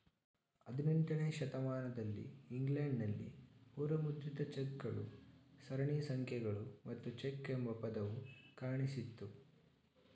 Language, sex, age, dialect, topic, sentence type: Kannada, male, 46-50, Mysore Kannada, banking, statement